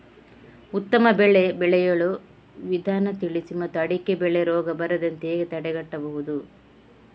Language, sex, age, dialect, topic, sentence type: Kannada, female, 31-35, Coastal/Dakshin, agriculture, question